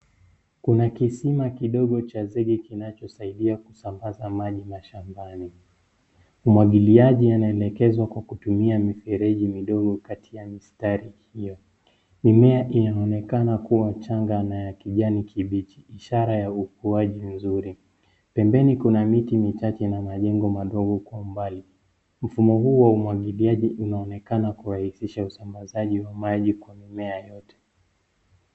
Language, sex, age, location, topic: Swahili, male, 25-35, Nairobi, agriculture